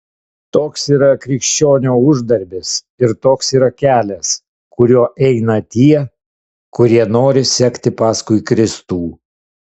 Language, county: Lithuanian, Kaunas